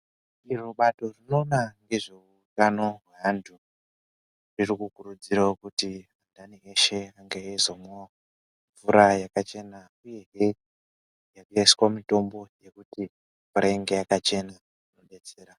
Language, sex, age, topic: Ndau, male, 25-35, health